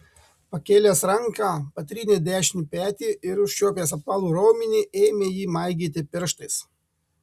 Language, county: Lithuanian, Marijampolė